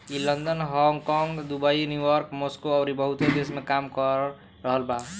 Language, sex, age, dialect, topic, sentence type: Bhojpuri, male, 18-24, Southern / Standard, banking, statement